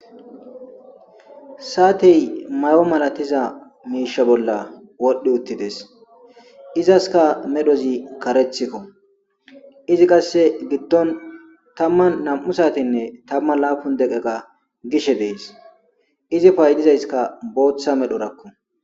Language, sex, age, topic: Gamo, male, 25-35, government